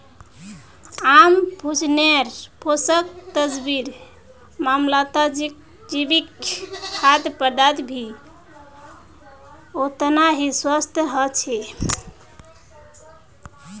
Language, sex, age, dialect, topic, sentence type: Magahi, female, 18-24, Northeastern/Surjapuri, agriculture, statement